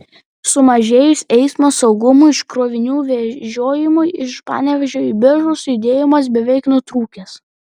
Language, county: Lithuanian, Panevėžys